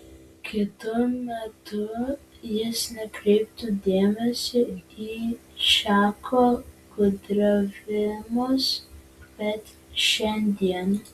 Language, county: Lithuanian, Vilnius